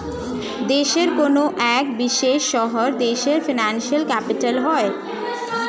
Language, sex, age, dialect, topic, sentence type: Bengali, female, 18-24, Standard Colloquial, banking, statement